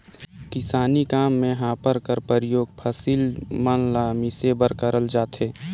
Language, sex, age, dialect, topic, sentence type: Chhattisgarhi, male, 18-24, Northern/Bhandar, agriculture, statement